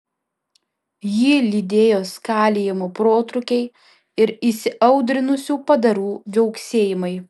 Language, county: Lithuanian, Alytus